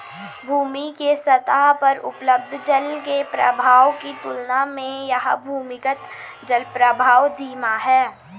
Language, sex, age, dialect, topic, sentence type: Hindi, female, 31-35, Garhwali, agriculture, statement